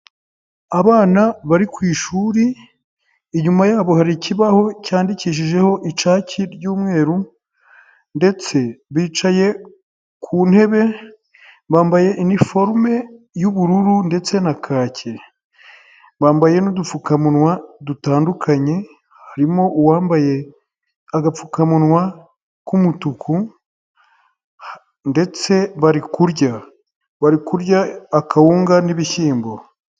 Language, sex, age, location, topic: Kinyarwanda, male, 18-24, Huye, health